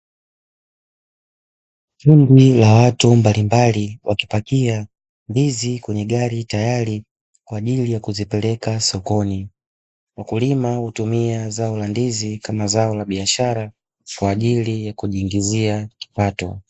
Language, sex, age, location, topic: Swahili, male, 25-35, Dar es Salaam, agriculture